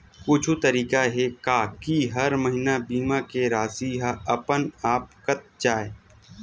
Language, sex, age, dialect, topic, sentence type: Chhattisgarhi, male, 25-30, Western/Budati/Khatahi, banking, question